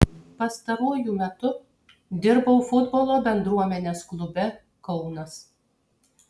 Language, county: Lithuanian, Kaunas